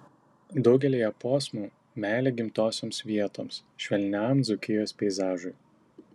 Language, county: Lithuanian, Tauragė